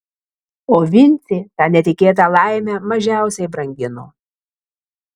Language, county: Lithuanian, Marijampolė